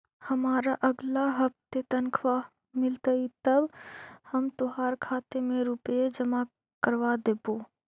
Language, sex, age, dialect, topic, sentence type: Magahi, female, 18-24, Central/Standard, agriculture, statement